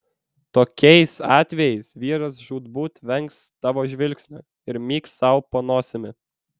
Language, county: Lithuanian, Vilnius